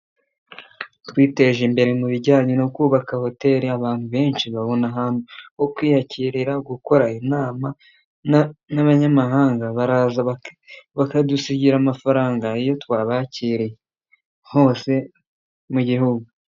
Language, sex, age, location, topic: Kinyarwanda, male, 18-24, Nyagatare, finance